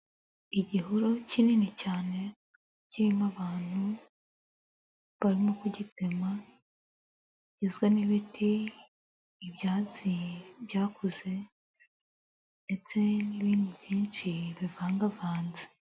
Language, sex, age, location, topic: Kinyarwanda, female, 25-35, Nyagatare, government